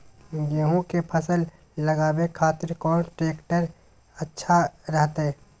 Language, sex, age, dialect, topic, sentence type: Magahi, male, 18-24, Southern, agriculture, question